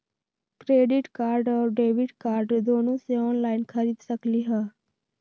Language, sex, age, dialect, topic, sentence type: Magahi, female, 18-24, Western, banking, question